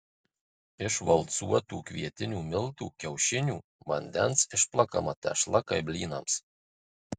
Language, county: Lithuanian, Marijampolė